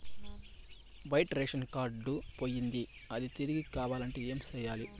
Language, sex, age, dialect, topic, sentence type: Telugu, male, 18-24, Southern, banking, question